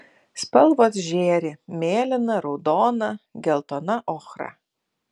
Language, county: Lithuanian, Vilnius